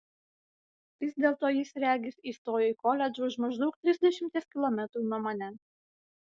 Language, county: Lithuanian, Vilnius